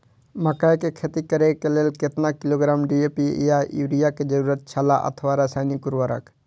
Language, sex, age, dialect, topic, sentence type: Maithili, male, 18-24, Eastern / Thethi, agriculture, question